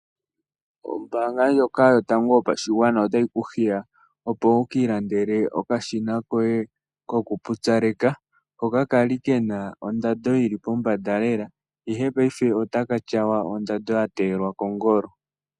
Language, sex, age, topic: Oshiwambo, male, 18-24, finance